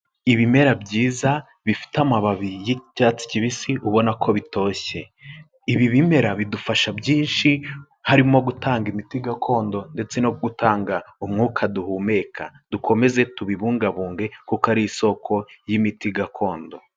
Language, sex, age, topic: Kinyarwanda, male, 18-24, health